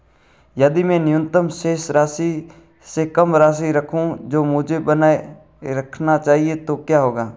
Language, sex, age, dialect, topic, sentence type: Hindi, male, 41-45, Marwari Dhudhari, banking, question